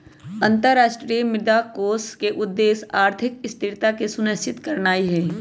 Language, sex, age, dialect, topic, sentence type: Magahi, female, 25-30, Western, banking, statement